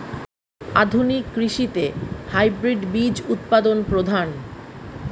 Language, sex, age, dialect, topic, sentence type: Bengali, female, 36-40, Rajbangshi, agriculture, statement